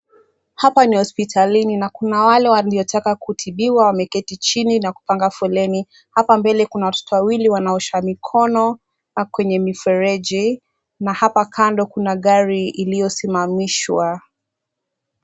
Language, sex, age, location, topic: Swahili, female, 18-24, Nakuru, health